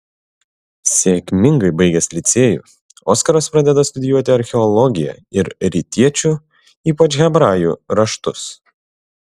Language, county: Lithuanian, Šiauliai